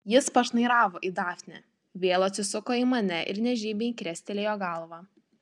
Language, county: Lithuanian, Tauragė